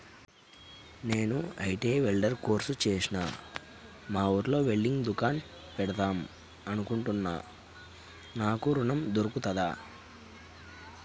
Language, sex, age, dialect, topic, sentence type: Telugu, male, 31-35, Telangana, banking, question